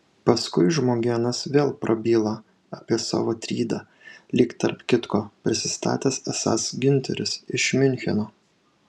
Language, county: Lithuanian, Šiauliai